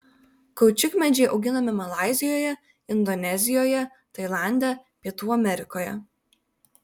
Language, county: Lithuanian, Vilnius